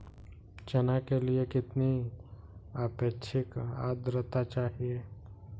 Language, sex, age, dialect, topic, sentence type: Hindi, male, 46-50, Kanauji Braj Bhasha, agriculture, question